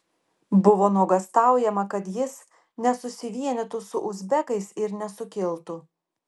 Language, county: Lithuanian, Klaipėda